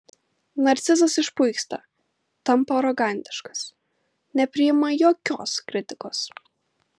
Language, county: Lithuanian, Kaunas